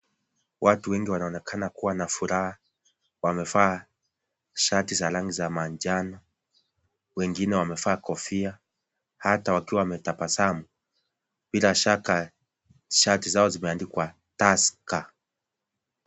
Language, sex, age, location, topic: Swahili, male, 25-35, Kisii, government